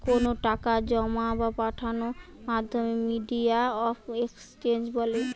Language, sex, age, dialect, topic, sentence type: Bengali, female, 18-24, Western, banking, statement